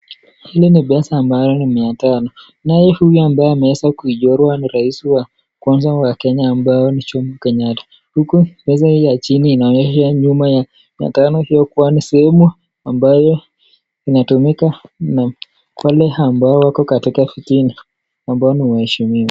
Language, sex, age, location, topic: Swahili, male, 25-35, Nakuru, finance